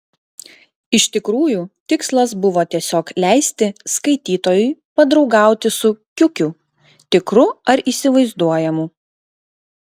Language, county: Lithuanian, Klaipėda